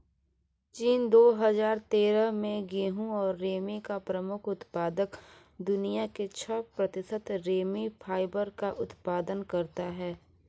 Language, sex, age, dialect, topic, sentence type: Hindi, female, 18-24, Hindustani Malvi Khadi Boli, agriculture, statement